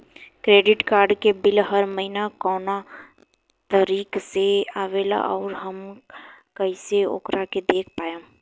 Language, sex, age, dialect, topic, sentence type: Bhojpuri, female, 18-24, Southern / Standard, banking, question